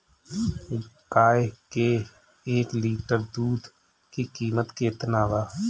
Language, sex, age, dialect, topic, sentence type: Bhojpuri, male, 25-30, Northern, agriculture, question